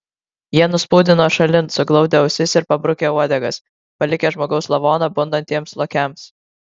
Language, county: Lithuanian, Kaunas